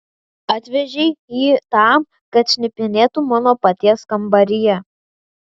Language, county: Lithuanian, Kaunas